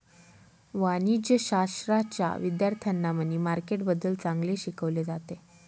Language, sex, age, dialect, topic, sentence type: Marathi, female, 18-24, Northern Konkan, banking, statement